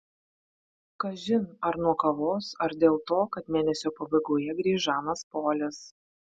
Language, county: Lithuanian, Vilnius